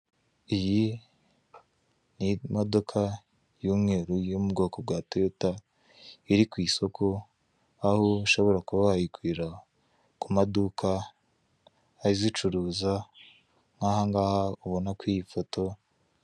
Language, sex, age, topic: Kinyarwanda, male, 25-35, finance